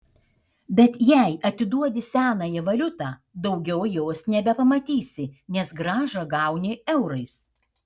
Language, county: Lithuanian, Šiauliai